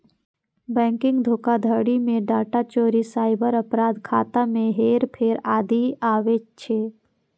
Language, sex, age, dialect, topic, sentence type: Maithili, female, 25-30, Eastern / Thethi, banking, statement